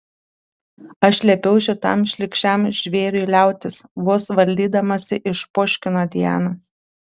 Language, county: Lithuanian, Panevėžys